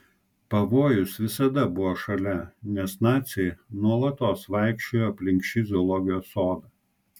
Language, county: Lithuanian, Klaipėda